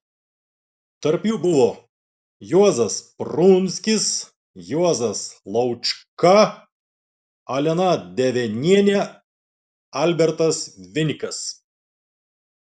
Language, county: Lithuanian, Klaipėda